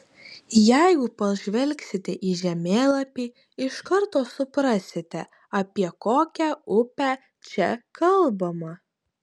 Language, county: Lithuanian, Utena